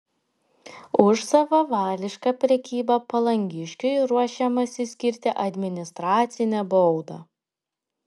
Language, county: Lithuanian, Panevėžys